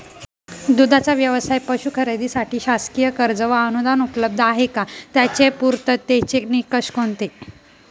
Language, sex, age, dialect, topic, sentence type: Marathi, female, 18-24, Northern Konkan, agriculture, question